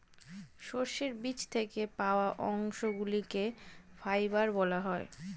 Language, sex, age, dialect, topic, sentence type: Bengali, female, 25-30, Standard Colloquial, agriculture, statement